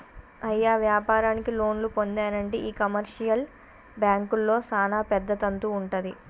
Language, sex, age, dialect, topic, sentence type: Telugu, female, 25-30, Telangana, banking, statement